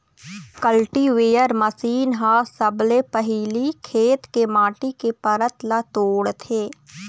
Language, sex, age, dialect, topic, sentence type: Chhattisgarhi, female, 60-100, Eastern, agriculture, statement